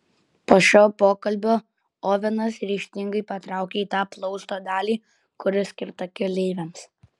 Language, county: Lithuanian, Kaunas